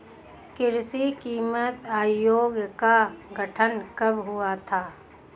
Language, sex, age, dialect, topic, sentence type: Hindi, female, 31-35, Hindustani Malvi Khadi Boli, agriculture, question